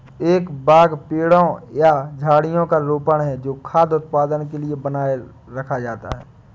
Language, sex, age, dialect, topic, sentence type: Hindi, male, 25-30, Awadhi Bundeli, agriculture, statement